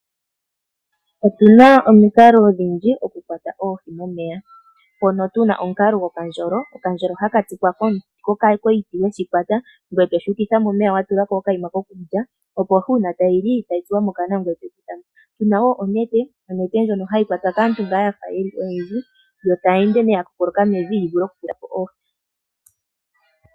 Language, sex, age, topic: Oshiwambo, female, 25-35, agriculture